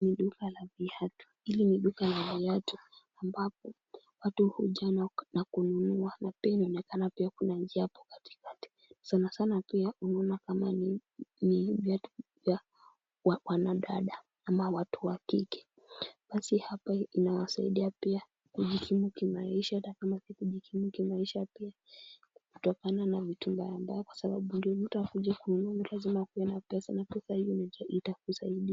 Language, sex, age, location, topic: Swahili, female, 18-24, Kisumu, finance